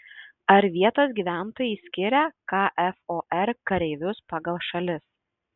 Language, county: Lithuanian, Šiauliai